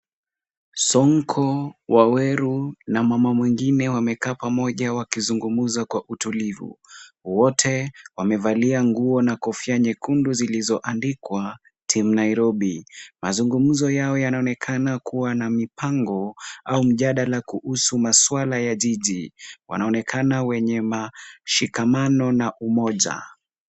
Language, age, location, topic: Swahili, 18-24, Kisumu, government